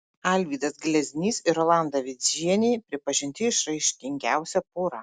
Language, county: Lithuanian, Marijampolė